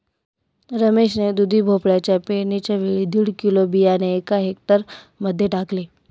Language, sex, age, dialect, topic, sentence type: Marathi, female, 18-24, Northern Konkan, agriculture, statement